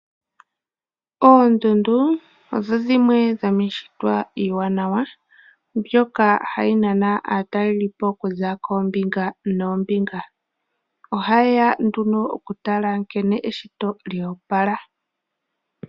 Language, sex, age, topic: Oshiwambo, male, 18-24, agriculture